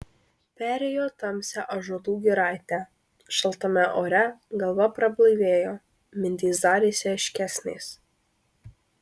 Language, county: Lithuanian, Marijampolė